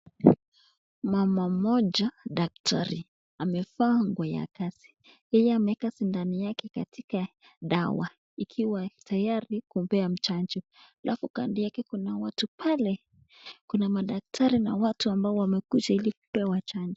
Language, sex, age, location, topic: Swahili, female, 25-35, Nakuru, health